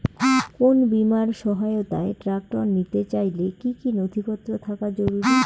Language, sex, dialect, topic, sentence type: Bengali, female, Rajbangshi, agriculture, question